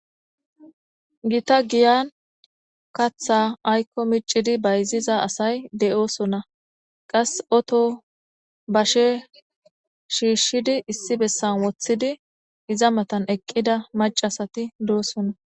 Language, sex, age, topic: Gamo, female, 18-24, government